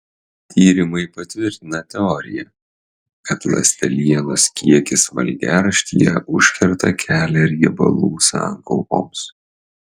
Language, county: Lithuanian, Utena